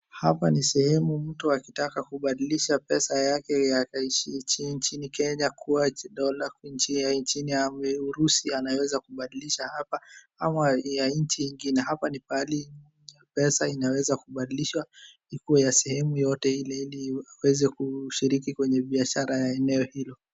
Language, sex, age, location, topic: Swahili, male, 18-24, Wajir, finance